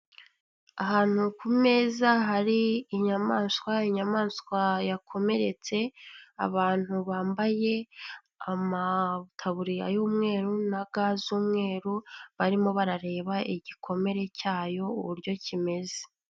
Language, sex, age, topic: Kinyarwanda, female, 18-24, agriculture